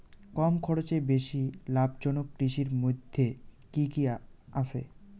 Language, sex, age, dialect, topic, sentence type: Bengali, male, 18-24, Rajbangshi, agriculture, question